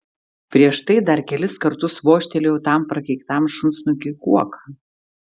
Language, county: Lithuanian, Klaipėda